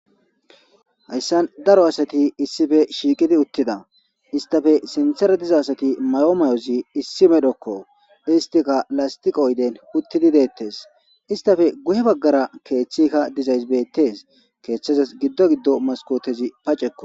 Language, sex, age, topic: Gamo, male, 25-35, government